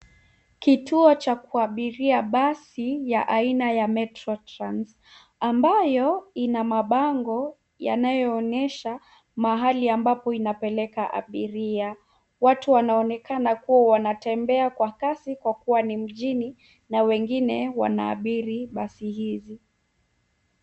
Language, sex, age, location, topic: Swahili, female, 18-24, Nairobi, government